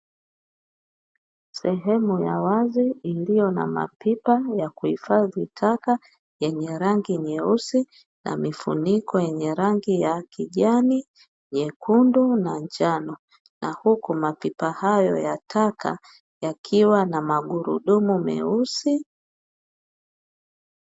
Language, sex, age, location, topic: Swahili, female, 50+, Dar es Salaam, government